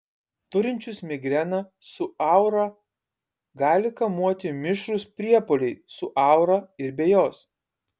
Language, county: Lithuanian, Kaunas